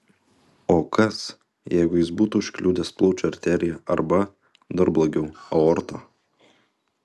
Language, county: Lithuanian, Utena